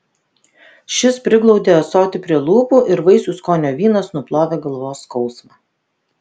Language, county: Lithuanian, Vilnius